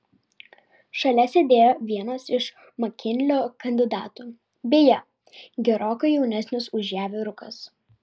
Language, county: Lithuanian, Vilnius